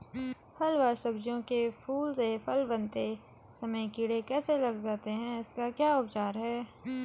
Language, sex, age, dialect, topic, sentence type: Hindi, male, 31-35, Garhwali, agriculture, question